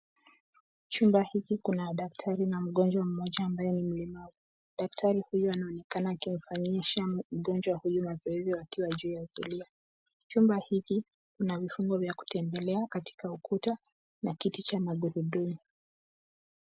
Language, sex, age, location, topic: Swahili, female, 18-24, Kisumu, health